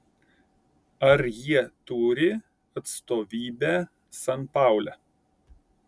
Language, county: Lithuanian, Kaunas